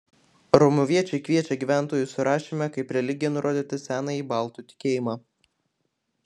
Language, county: Lithuanian, Klaipėda